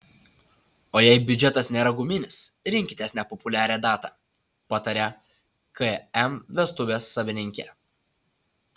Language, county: Lithuanian, Utena